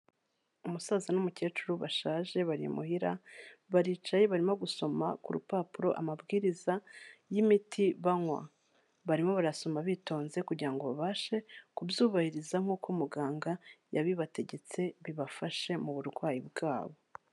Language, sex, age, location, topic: Kinyarwanda, female, 36-49, Kigali, health